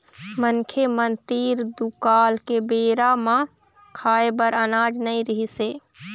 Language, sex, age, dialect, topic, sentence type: Chhattisgarhi, female, 60-100, Eastern, agriculture, statement